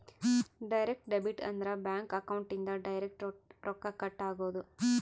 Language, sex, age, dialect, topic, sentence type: Kannada, female, 31-35, Central, banking, statement